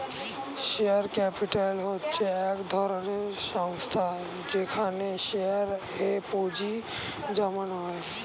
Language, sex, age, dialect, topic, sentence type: Bengali, male, 18-24, Standard Colloquial, banking, statement